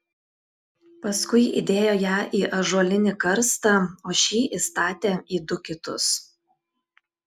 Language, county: Lithuanian, Klaipėda